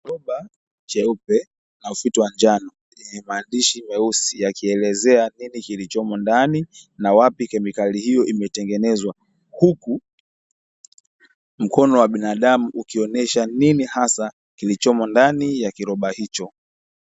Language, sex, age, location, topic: Swahili, male, 18-24, Dar es Salaam, agriculture